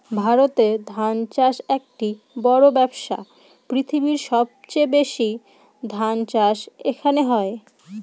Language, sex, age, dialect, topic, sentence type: Bengali, female, 25-30, Northern/Varendri, agriculture, statement